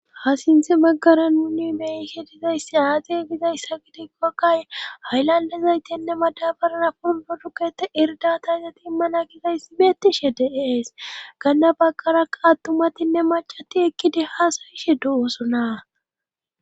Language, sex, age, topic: Gamo, female, 18-24, government